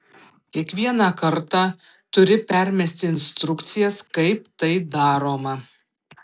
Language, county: Lithuanian, Panevėžys